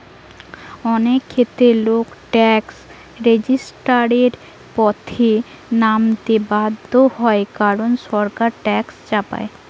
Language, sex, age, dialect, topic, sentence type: Bengali, female, 18-24, Western, banking, statement